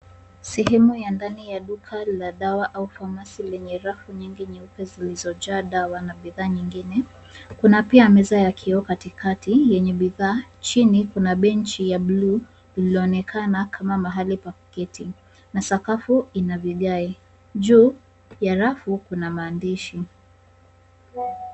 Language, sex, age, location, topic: Swahili, female, 36-49, Nairobi, health